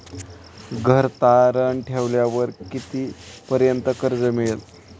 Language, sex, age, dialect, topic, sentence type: Marathi, male, 18-24, Standard Marathi, banking, question